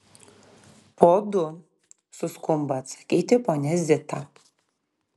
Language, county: Lithuanian, Klaipėda